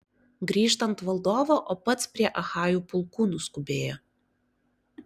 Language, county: Lithuanian, Klaipėda